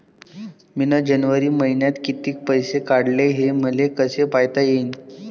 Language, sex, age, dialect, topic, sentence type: Marathi, male, 18-24, Varhadi, banking, question